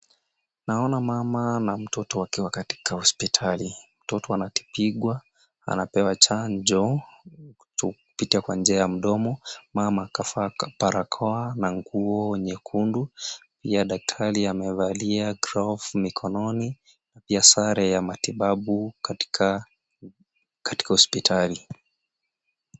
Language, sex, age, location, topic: Swahili, male, 25-35, Nairobi, health